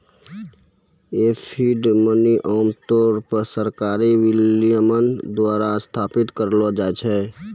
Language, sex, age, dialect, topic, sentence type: Maithili, male, 18-24, Angika, banking, statement